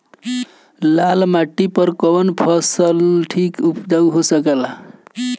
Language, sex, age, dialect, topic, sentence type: Bhojpuri, male, 25-30, Northern, agriculture, question